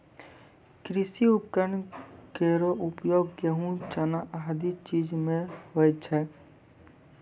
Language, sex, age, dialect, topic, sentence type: Maithili, male, 18-24, Angika, agriculture, statement